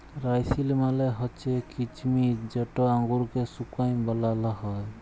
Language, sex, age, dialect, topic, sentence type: Bengali, male, 25-30, Jharkhandi, agriculture, statement